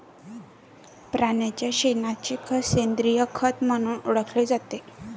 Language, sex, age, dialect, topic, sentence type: Marathi, female, 25-30, Varhadi, agriculture, statement